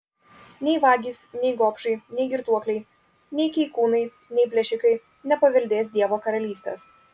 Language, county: Lithuanian, Vilnius